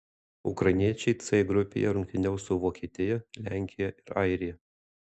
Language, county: Lithuanian, Alytus